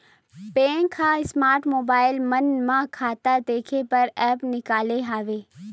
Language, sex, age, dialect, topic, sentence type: Chhattisgarhi, female, 18-24, Western/Budati/Khatahi, banking, statement